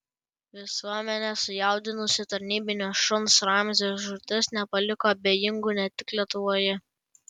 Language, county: Lithuanian, Panevėžys